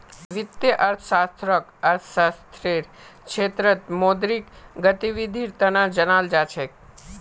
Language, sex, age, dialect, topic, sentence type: Magahi, female, 25-30, Northeastern/Surjapuri, banking, statement